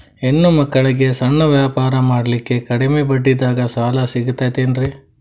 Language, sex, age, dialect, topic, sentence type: Kannada, male, 41-45, Dharwad Kannada, banking, question